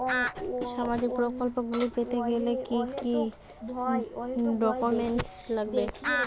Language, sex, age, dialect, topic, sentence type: Bengali, female, 18-24, Western, banking, question